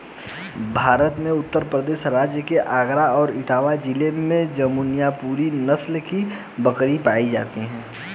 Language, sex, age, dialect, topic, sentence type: Hindi, male, 18-24, Hindustani Malvi Khadi Boli, agriculture, statement